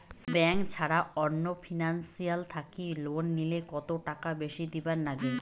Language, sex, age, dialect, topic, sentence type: Bengali, female, 18-24, Rajbangshi, banking, question